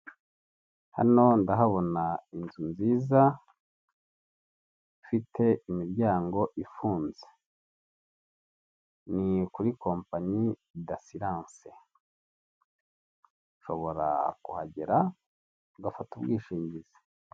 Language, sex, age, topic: Kinyarwanda, male, 18-24, finance